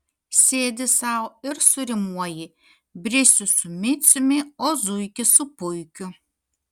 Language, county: Lithuanian, Kaunas